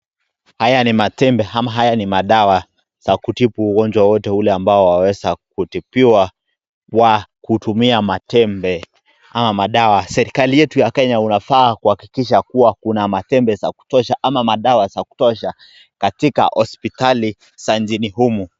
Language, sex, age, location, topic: Swahili, male, 18-24, Nakuru, health